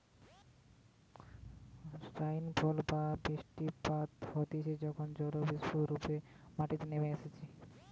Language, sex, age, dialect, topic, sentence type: Bengali, male, 18-24, Western, agriculture, statement